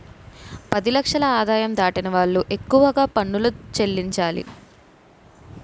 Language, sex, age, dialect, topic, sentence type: Telugu, female, 18-24, Utterandhra, banking, statement